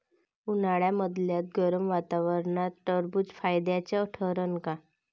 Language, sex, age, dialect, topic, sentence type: Marathi, female, 18-24, Varhadi, agriculture, question